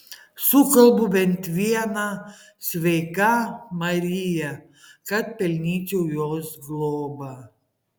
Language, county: Lithuanian, Panevėžys